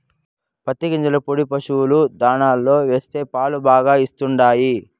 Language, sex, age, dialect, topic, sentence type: Telugu, male, 56-60, Southern, agriculture, statement